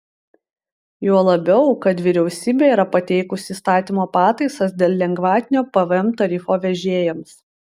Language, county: Lithuanian, Utena